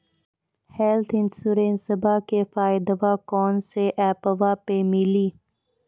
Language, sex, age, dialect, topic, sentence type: Maithili, female, 41-45, Angika, banking, question